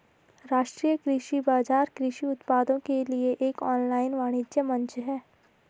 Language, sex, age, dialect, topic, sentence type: Hindi, female, 18-24, Garhwali, agriculture, statement